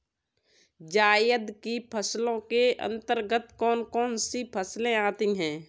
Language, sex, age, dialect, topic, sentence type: Hindi, female, 25-30, Kanauji Braj Bhasha, agriculture, question